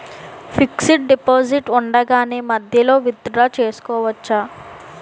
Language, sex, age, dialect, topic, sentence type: Telugu, female, 18-24, Utterandhra, banking, question